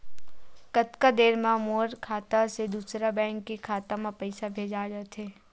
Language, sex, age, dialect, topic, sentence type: Chhattisgarhi, female, 51-55, Western/Budati/Khatahi, banking, question